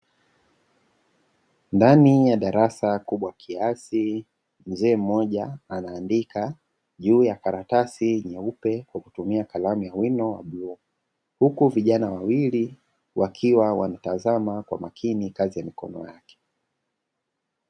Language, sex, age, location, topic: Swahili, male, 25-35, Dar es Salaam, education